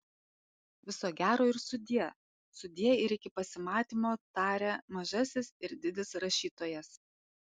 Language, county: Lithuanian, Panevėžys